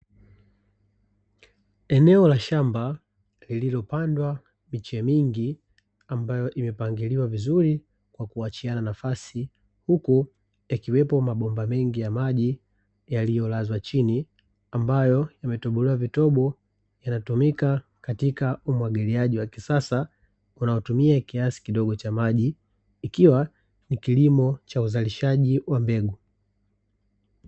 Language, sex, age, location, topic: Swahili, male, 25-35, Dar es Salaam, agriculture